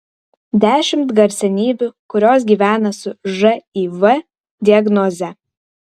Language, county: Lithuanian, Vilnius